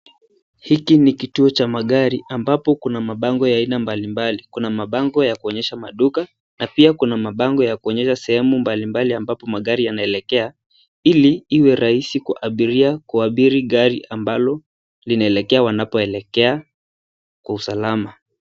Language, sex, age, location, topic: Swahili, male, 18-24, Nairobi, government